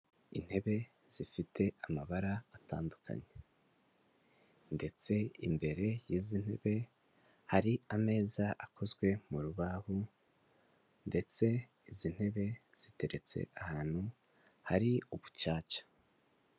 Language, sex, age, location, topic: Kinyarwanda, male, 18-24, Kigali, finance